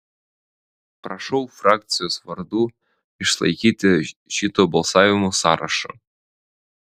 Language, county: Lithuanian, Vilnius